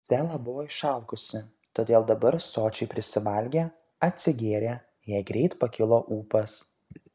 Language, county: Lithuanian, Kaunas